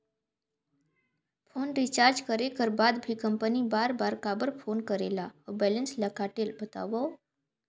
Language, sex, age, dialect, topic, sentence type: Chhattisgarhi, female, 18-24, Northern/Bhandar, banking, question